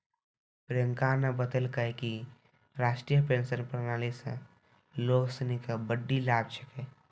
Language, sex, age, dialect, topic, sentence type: Maithili, male, 18-24, Angika, banking, statement